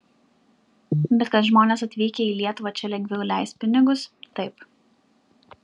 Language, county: Lithuanian, Klaipėda